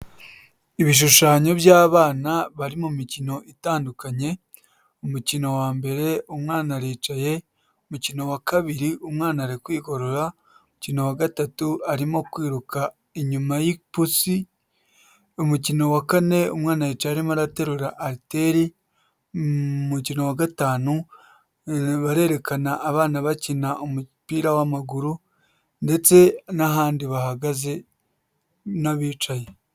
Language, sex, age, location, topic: Kinyarwanda, male, 25-35, Huye, health